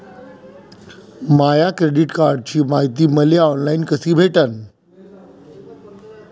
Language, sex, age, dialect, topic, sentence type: Marathi, male, 41-45, Varhadi, banking, question